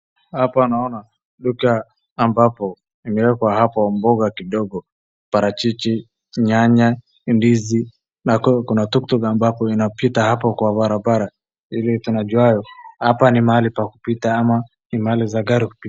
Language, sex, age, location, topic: Swahili, male, 25-35, Wajir, finance